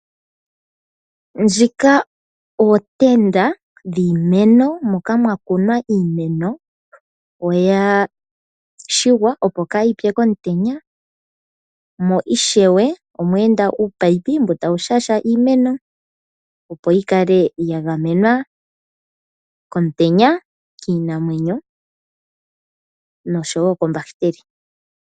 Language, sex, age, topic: Oshiwambo, female, 25-35, agriculture